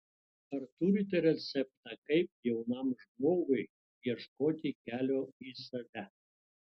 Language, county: Lithuanian, Utena